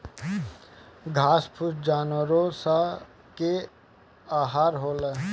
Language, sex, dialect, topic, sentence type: Bhojpuri, male, Northern, agriculture, statement